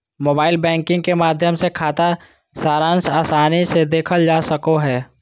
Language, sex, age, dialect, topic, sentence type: Magahi, female, 18-24, Southern, banking, statement